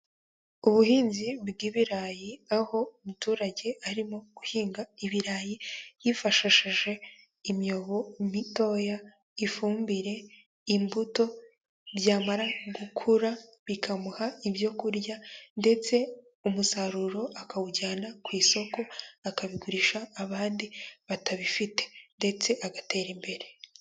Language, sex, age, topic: Kinyarwanda, female, 18-24, agriculture